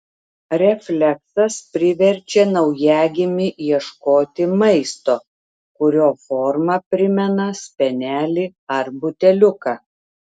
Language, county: Lithuanian, Telšiai